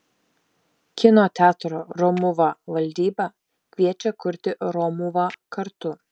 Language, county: Lithuanian, Šiauliai